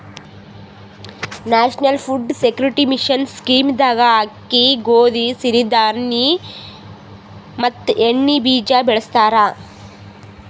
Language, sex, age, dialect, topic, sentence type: Kannada, female, 18-24, Northeastern, agriculture, statement